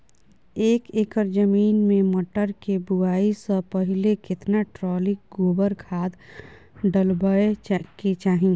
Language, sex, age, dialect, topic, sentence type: Maithili, female, 18-24, Bajjika, agriculture, question